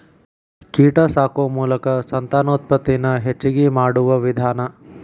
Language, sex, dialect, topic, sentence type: Kannada, male, Dharwad Kannada, agriculture, statement